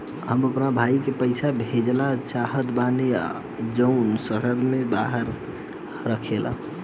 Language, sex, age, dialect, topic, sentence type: Bhojpuri, male, 18-24, Southern / Standard, banking, statement